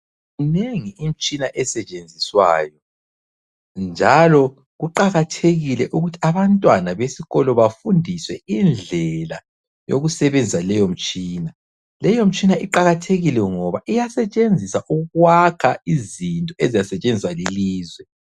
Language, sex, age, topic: North Ndebele, male, 25-35, education